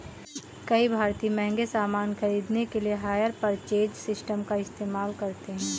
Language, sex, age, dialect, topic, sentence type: Hindi, female, 18-24, Awadhi Bundeli, banking, statement